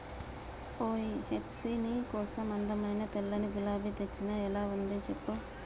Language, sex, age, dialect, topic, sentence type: Telugu, female, 25-30, Telangana, agriculture, statement